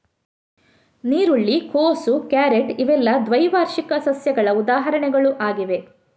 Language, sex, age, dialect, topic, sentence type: Kannada, female, 31-35, Coastal/Dakshin, agriculture, statement